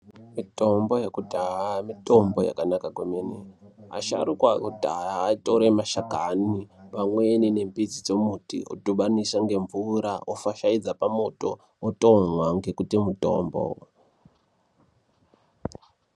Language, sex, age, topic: Ndau, male, 18-24, health